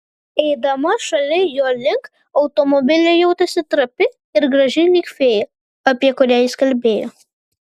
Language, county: Lithuanian, Vilnius